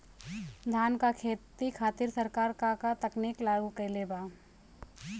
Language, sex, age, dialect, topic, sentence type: Bhojpuri, female, 25-30, Western, agriculture, question